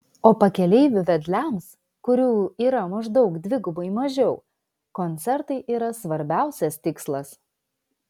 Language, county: Lithuanian, Vilnius